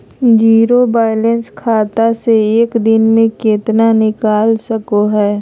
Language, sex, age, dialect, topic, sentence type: Magahi, female, 25-30, Southern, banking, question